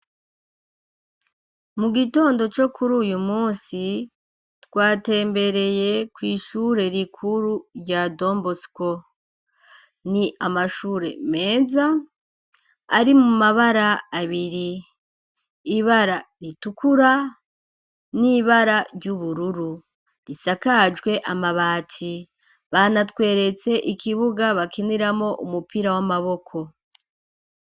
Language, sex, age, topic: Rundi, female, 36-49, education